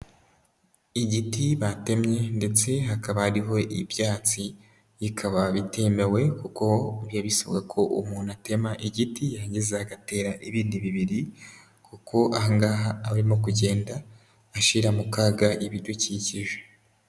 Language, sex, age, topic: Kinyarwanda, female, 18-24, agriculture